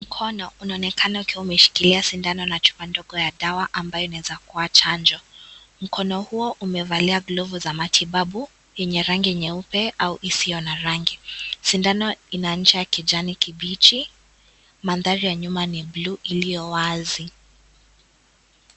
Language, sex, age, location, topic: Swahili, female, 18-24, Kisii, health